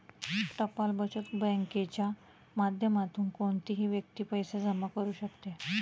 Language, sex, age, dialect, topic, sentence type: Marathi, female, 31-35, Standard Marathi, banking, statement